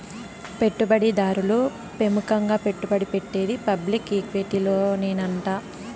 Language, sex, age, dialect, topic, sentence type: Telugu, female, 18-24, Southern, banking, statement